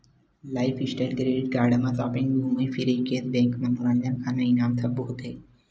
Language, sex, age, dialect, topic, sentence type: Chhattisgarhi, male, 18-24, Western/Budati/Khatahi, banking, statement